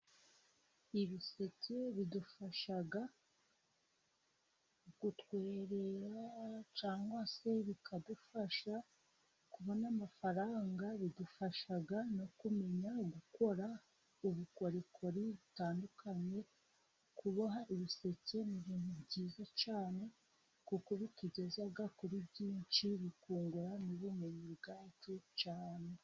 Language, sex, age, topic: Kinyarwanda, female, 25-35, government